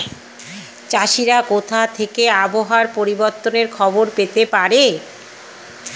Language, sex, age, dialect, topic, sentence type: Bengali, female, 46-50, Standard Colloquial, agriculture, question